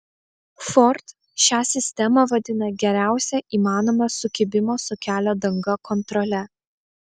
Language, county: Lithuanian, Vilnius